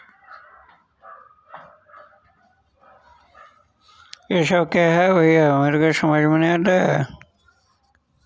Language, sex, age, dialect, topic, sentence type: Maithili, male, 25-30, Southern/Standard, banking, statement